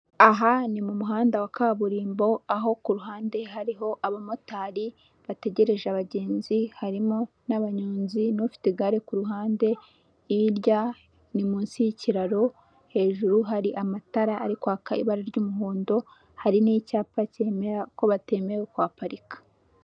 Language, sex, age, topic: Kinyarwanda, female, 18-24, government